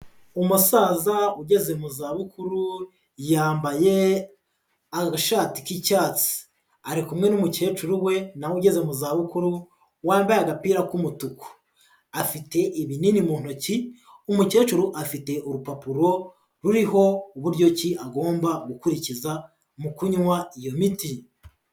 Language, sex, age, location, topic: Kinyarwanda, female, 25-35, Huye, health